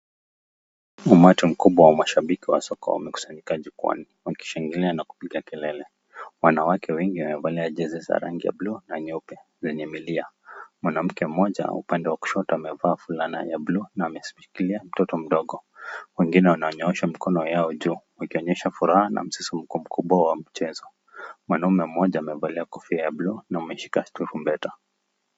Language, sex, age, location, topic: Swahili, male, 25-35, Nakuru, government